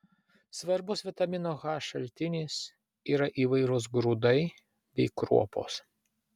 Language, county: Lithuanian, Vilnius